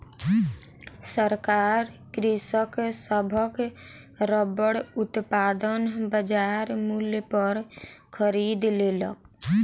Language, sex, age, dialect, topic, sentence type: Maithili, female, 18-24, Southern/Standard, agriculture, statement